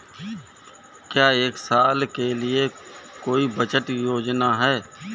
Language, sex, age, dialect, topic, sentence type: Hindi, male, 36-40, Awadhi Bundeli, banking, question